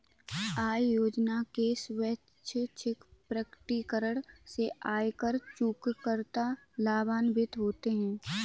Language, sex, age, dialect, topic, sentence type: Hindi, female, 18-24, Kanauji Braj Bhasha, banking, statement